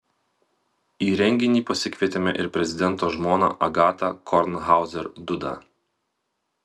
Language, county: Lithuanian, Vilnius